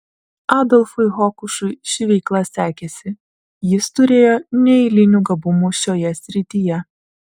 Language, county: Lithuanian, Vilnius